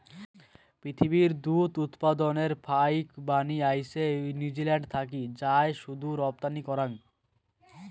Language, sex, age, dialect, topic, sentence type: Bengali, male, 18-24, Rajbangshi, agriculture, statement